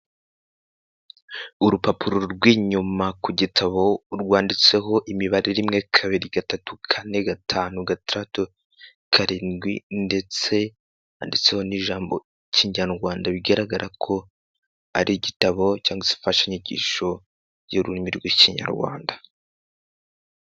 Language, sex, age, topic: Kinyarwanda, male, 18-24, education